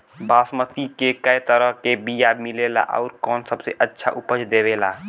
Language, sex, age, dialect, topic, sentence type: Bhojpuri, male, 18-24, Southern / Standard, agriculture, question